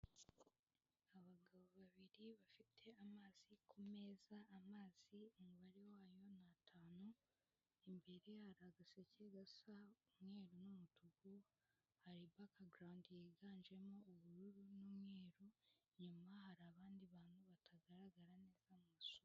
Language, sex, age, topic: Kinyarwanda, female, 18-24, government